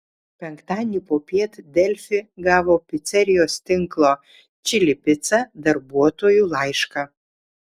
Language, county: Lithuanian, Vilnius